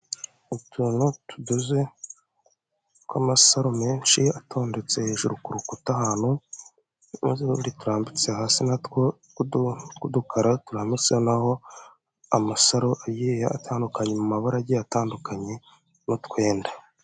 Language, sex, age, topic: Kinyarwanda, male, 25-35, finance